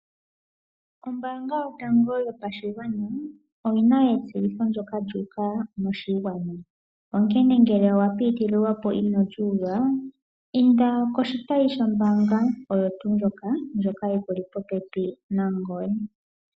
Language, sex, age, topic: Oshiwambo, male, 18-24, finance